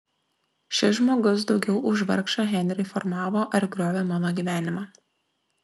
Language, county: Lithuanian, Klaipėda